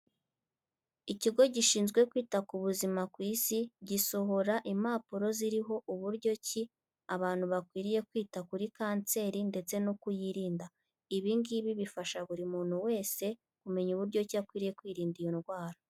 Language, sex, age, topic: Kinyarwanda, female, 18-24, health